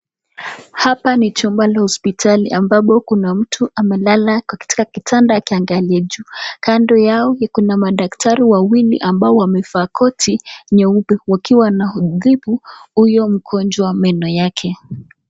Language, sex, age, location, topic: Swahili, female, 25-35, Nakuru, health